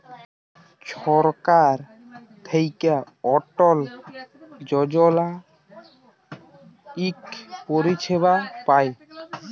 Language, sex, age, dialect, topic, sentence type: Bengali, male, 18-24, Jharkhandi, banking, statement